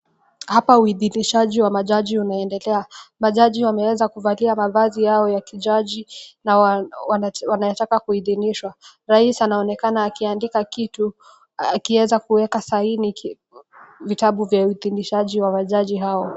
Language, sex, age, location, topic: Swahili, female, 18-24, Nakuru, government